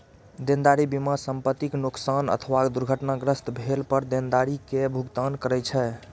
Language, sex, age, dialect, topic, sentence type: Maithili, male, 25-30, Eastern / Thethi, banking, statement